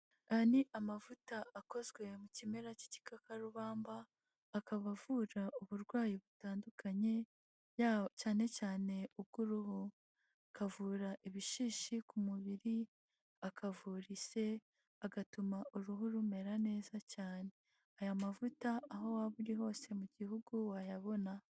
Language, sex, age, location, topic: Kinyarwanda, female, 18-24, Huye, health